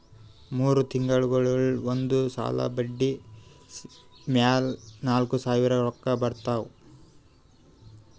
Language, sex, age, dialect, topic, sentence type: Kannada, male, 25-30, Northeastern, banking, statement